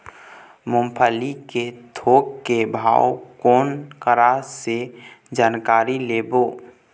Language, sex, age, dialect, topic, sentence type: Chhattisgarhi, male, 18-24, Eastern, agriculture, question